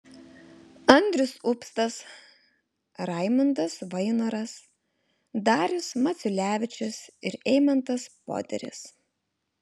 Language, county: Lithuanian, Alytus